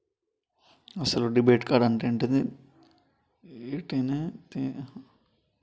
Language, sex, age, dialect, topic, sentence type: Telugu, male, 25-30, Telangana, banking, question